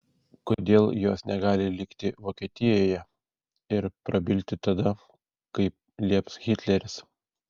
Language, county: Lithuanian, Šiauliai